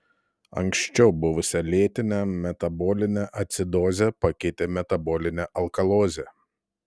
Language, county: Lithuanian, Telšiai